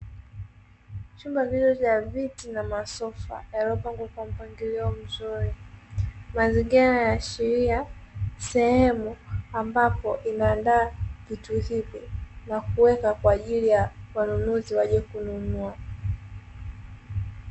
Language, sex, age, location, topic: Swahili, female, 18-24, Dar es Salaam, finance